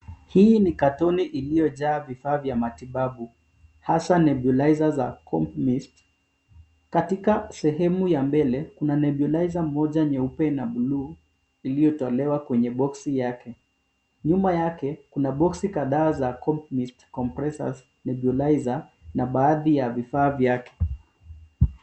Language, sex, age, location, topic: Swahili, male, 25-35, Nairobi, health